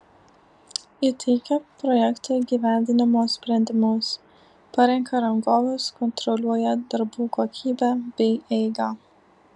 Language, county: Lithuanian, Alytus